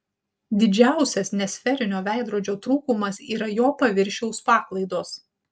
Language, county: Lithuanian, Utena